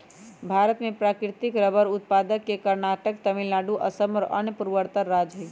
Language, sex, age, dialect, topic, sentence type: Magahi, female, 31-35, Western, banking, statement